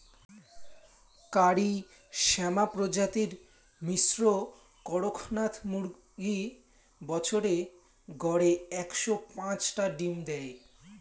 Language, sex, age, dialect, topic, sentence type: Bengali, male, <18, Rajbangshi, agriculture, statement